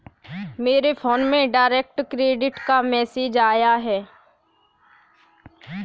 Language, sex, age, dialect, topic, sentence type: Hindi, female, 18-24, Kanauji Braj Bhasha, banking, statement